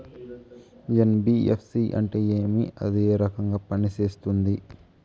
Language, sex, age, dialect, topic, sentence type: Telugu, male, 18-24, Southern, banking, question